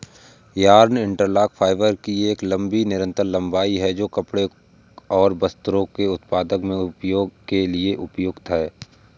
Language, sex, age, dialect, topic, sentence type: Hindi, male, 18-24, Awadhi Bundeli, agriculture, statement